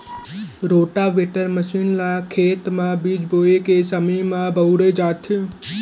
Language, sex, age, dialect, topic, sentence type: Chhattisgarhi, male, 18-24, Central, agriculture, statement